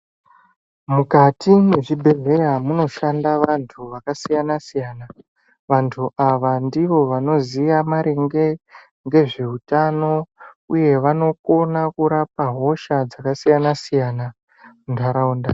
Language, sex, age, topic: Ndau, male, 18-24, health